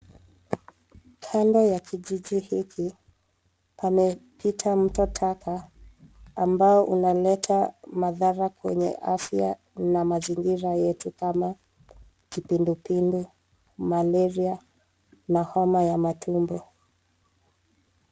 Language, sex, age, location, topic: Swahili, female, 25-35, Nairobi, government